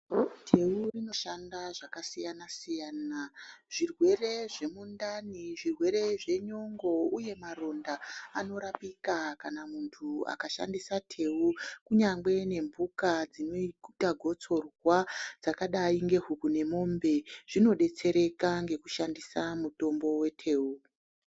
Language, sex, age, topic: Ndau, female, 36-49, health